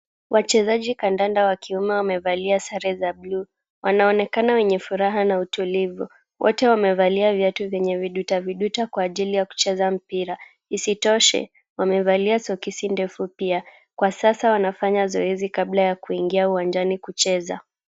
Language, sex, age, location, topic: Swahili, female, 18-24, Kisumu, government